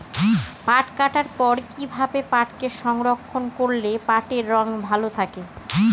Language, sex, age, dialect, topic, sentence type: Bengali, female, 31-35, Northern/Varendri, agriculture, question